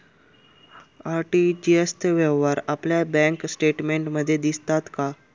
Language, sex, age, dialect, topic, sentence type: Marathi, male, 25-30, Standard Marathi, banking, question